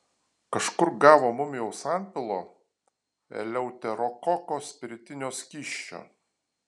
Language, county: Lithuanian, Alytus